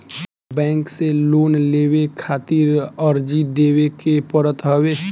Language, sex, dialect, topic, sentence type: Bhojpuri, male, Northern, banking, statement